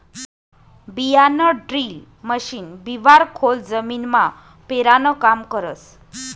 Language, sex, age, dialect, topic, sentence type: Marathi, female, 41-45, Northern Konkan, agriculture, statement